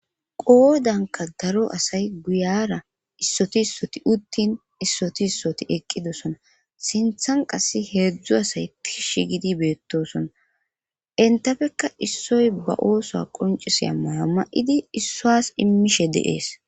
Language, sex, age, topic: Gamo, female, 25-35, government